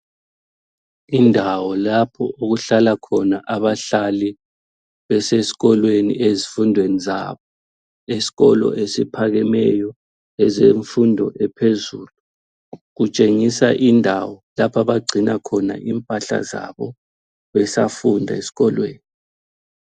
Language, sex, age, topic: North Ndebele, male, 36-49, education